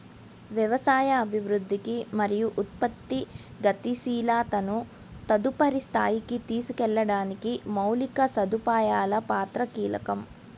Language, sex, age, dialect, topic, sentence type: Telugu, male, 31-35, Central/Coastal, agriculture, statement